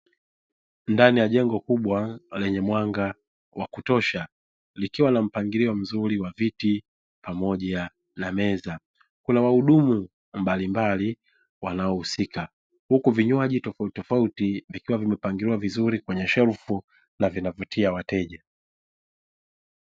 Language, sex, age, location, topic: Swahili, male, 18-24, Dar es Salaam, finance